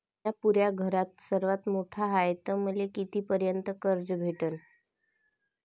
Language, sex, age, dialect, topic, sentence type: Marathi, female, 18-24, Varhadi, banking, question